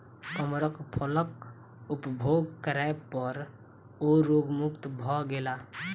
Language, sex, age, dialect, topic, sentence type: Maithili, female, 18-24, Southern/Standard, agriculture, statement